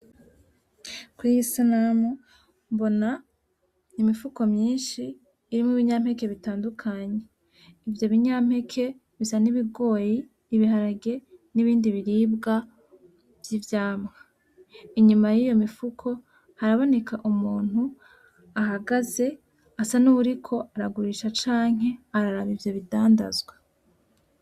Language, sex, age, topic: Rundi, female, 18-24, agriculture